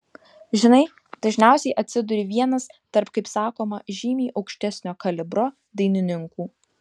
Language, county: Lithuanian, Vilnius